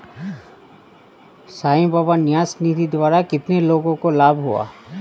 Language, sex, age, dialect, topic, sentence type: Hindi, male, 36-40, Awadhi Bundeli, banking, statement